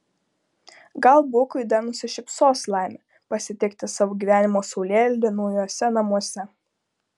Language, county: Lithuanian, Klaipėda